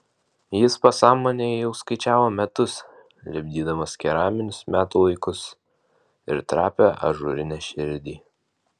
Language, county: Lithuanian, Alytus